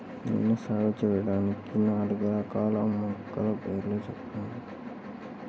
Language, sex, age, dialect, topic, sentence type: Telugu, male, 18-24, Central/Coastal, agriculture, question